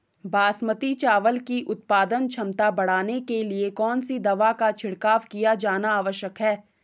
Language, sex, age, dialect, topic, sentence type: Hindi, female, 18-24, Garhwali, agriculture, question